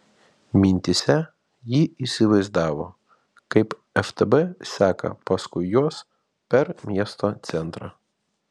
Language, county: Lithuanian, Vilnius